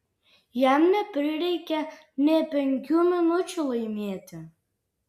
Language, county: Lithuanian, Vilnius